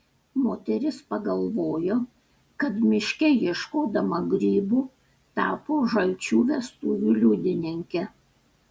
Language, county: Lithuanian, Panevėžys